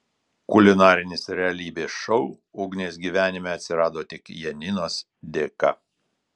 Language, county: Lithuanian, Telšiai